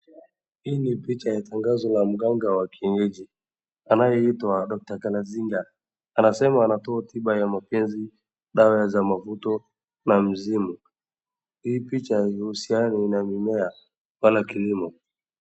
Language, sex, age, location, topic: Swahili, male, 18-24, Wajir, health